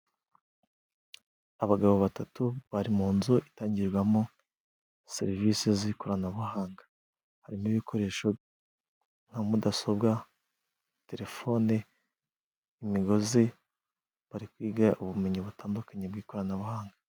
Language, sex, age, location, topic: Kinyarwanda, male, 18-24, Musanze, education